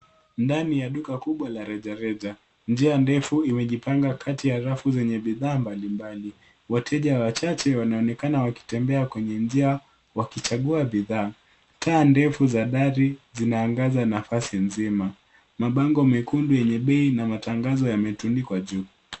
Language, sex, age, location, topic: Swahili, male, 18-24, Nairobi, finance